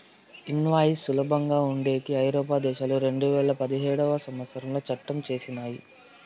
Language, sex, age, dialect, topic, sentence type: Telugu, male, 18-24, Southern, banking, statement